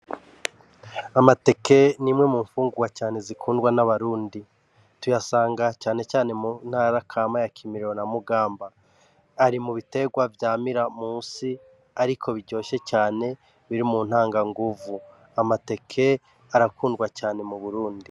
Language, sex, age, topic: Rundi, male, 36-49, agriculture